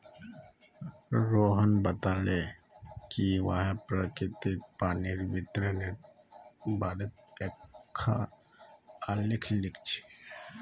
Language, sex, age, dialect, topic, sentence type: Magahi, male, 25-30, Northeastern/Surjapuri, agriculture, statement